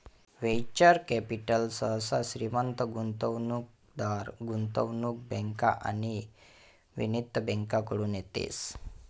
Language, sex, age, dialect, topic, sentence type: Marathi, male, 25-30, Northern Konkan, banking, statement